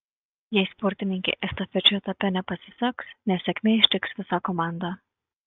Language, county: Lithuanian, Šiauliai